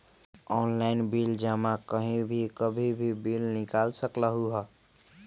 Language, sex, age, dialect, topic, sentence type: Magahi, female, 36-40, Western, banking, question